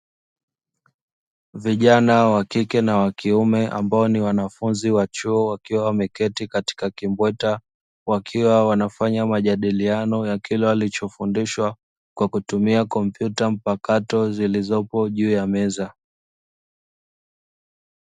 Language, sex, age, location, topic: Swahili, male, 25-35, Dar es Salaam, education